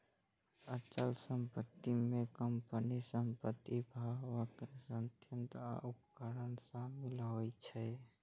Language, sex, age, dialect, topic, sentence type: Maithili, male, 56-60, Eastern / Thethi, banking, statement